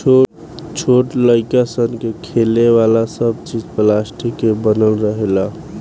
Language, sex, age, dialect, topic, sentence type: Bhojpuri, male, 18-24, Southern / Standard, agriculture, statement